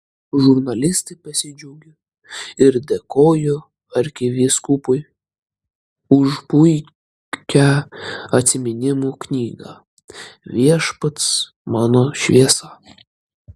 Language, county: Lithuanian, Klaipėda